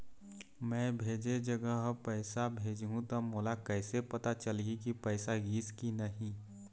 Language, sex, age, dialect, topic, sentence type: Chhattisgarhi, male, 25-30, Eastern, banking, question